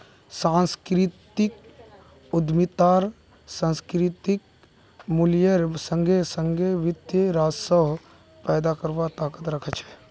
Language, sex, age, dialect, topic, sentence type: Magahi, male, 25-30, Northeastern/Surjapuri, banking, statement